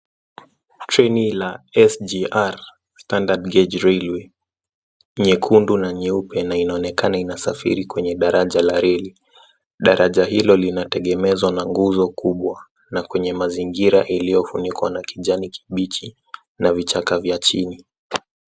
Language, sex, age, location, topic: Swahili, male, 18-24, Nairobi, government